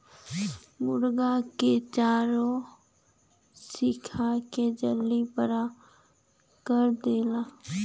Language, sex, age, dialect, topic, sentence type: Bhojpuri, female, 18-24, Western, agriculture, statement